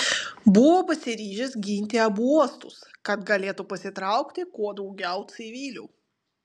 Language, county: Lithuanian, Vilnius